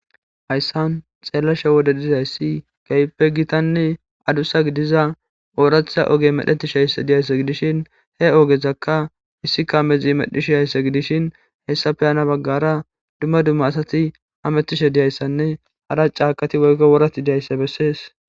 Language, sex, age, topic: Gamo, male, 18-24, government